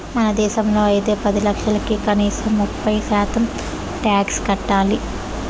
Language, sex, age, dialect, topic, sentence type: Telugu, female, 18-24, Southern, banking, statement